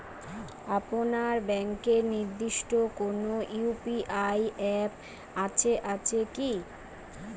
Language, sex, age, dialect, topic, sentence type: Bengali, female, 31-35, Western, banking, question